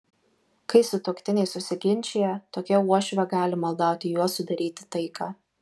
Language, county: Lithuanian, Vilnius